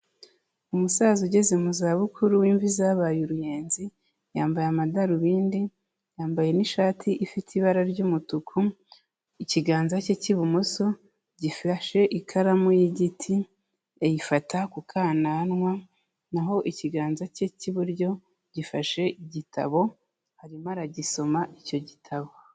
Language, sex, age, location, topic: Kinyarwanda, female, 25-35, Kigali, health